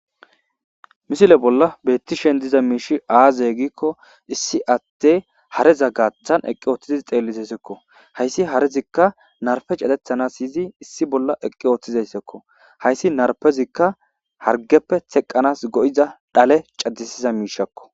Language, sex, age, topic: Gamo, male, 25-35, agriculture